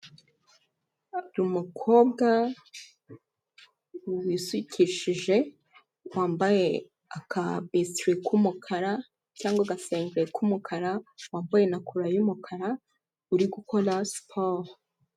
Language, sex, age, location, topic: Kinyarwanda, male, 25-35, Kigali, health